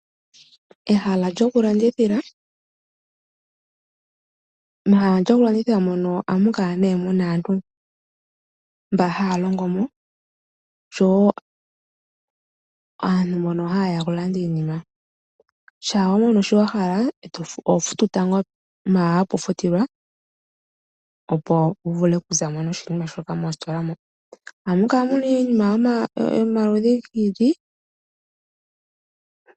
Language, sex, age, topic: Oshiwambo, female, 25-35, finance